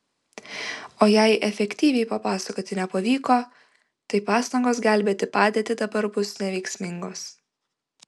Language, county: Lithuanian, Vilnius